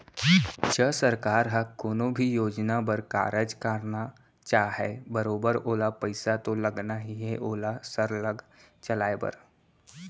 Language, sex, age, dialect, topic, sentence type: Chhattisgarhi, male, 18-24, Central, banking, statement